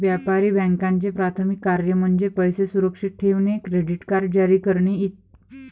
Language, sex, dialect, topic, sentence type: Marathi, female, Varhadi, banking, statement